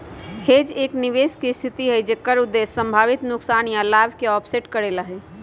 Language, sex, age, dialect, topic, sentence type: Magahi, female, 25-30, Western, banking, statement